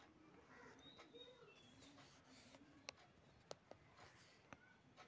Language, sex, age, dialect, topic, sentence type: Magahi, female, 18-24, Northeastern/Surjapuri, banking, question